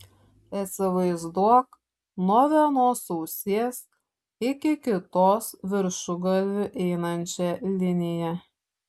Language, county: Lithuanian, Šiauliai